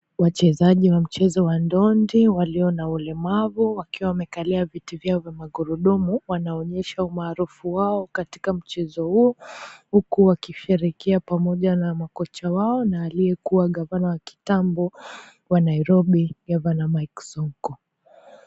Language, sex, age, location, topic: Swahili, female, 25-35, Mombasa, education